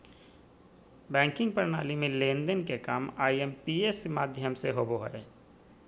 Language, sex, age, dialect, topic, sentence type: Magahi, male, 36-40, Southern, banking, statement